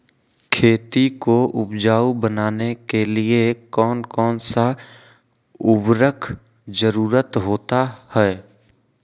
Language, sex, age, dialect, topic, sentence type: Magahi, male, 18-24, Western, agriculture, question